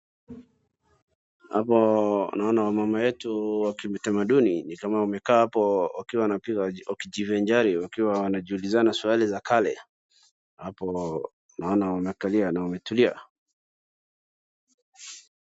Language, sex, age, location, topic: Swahili, male, 36-49, Wajir, health